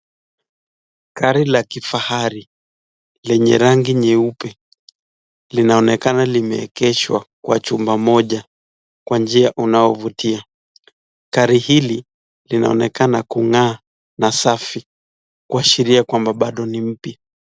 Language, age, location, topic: Swahili, 36-49, Nakuru, finance